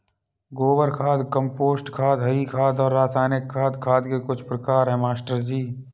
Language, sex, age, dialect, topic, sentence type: Hindi, male, 51-55, Kanauji Braj Bhasha, agriculture, statement